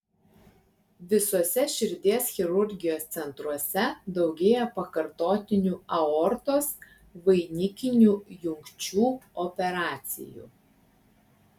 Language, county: Lithuanian, Klaipėda